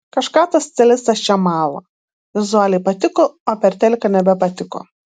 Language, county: Lithuanian, Vilnius